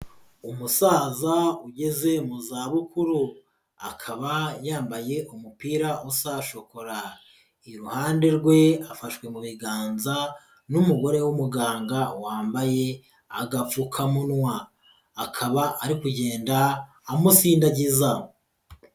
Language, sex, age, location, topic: Kinyarwanda, female, 25-35, Huye, health